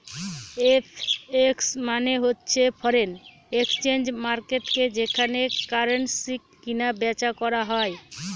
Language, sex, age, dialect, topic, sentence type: Bengali, female, 41-45, Northern/Varendri, banking, statement